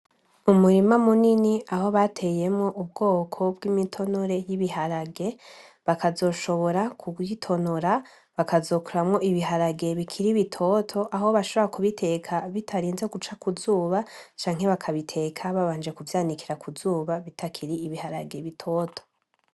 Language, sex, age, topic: Rundi, male, 18-24, agriculture